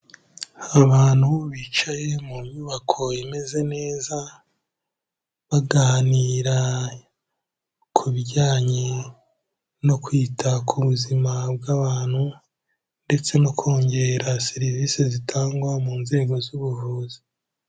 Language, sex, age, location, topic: Kinyarwanda, male, 18-24, Kigali, health